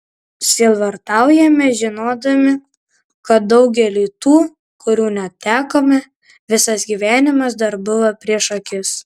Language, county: Lithuanian, Kaunas